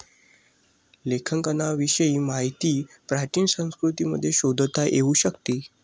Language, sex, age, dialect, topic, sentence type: Marathi, male, 60-100, Standard Marathi, banking, statement